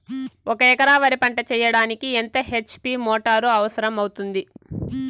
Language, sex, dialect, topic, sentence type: Telugu, female, Southern, agriculture, question